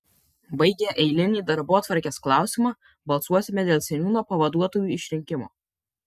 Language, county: Lithuanian, Vilnius